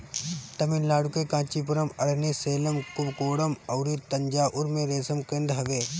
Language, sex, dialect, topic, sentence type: Bhojpuri, male, Northern, agriculture, statement